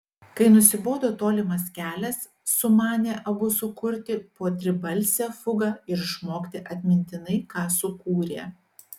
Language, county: Lithuanian, Šiauliai